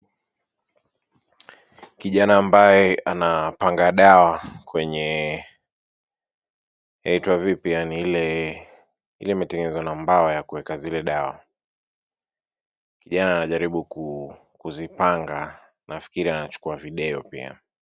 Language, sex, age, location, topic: Swahili, male, 18-24, Kisumu, health